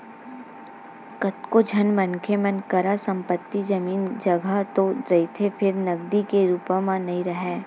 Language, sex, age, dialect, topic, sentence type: Chhattisgarhi, female, 18-24, Western/Budati/Khatahi, banking, statement